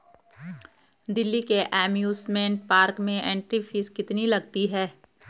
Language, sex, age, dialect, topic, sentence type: Hindi, female, 36-40, Garhwali, banking, statement